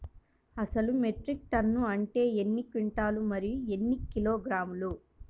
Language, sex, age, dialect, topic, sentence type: Telugu, male, 25-30, Central/Coastal, agriculture, question